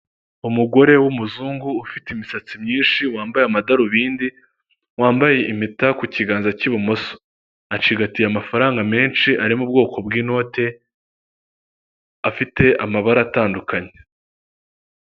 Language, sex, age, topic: Kinyarwanda, male, 18-24, finance